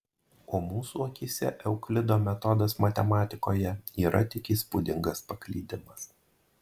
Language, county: Lithuanian, Marijampolė